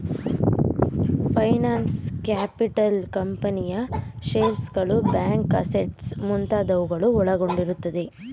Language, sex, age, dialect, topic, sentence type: Kannada, female, 25-30, Mysore Kannada, banking, statement